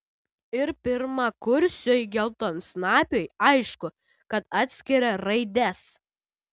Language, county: Lithuanian, Utena